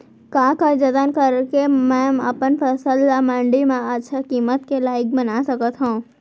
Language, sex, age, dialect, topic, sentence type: Chhattisgarhi, female, 18-24, Central, agriculture, question